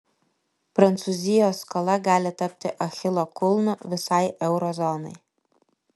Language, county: Lithuanian, Vilnius